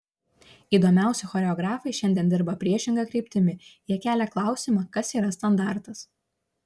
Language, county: Lithuanian, Šiauliai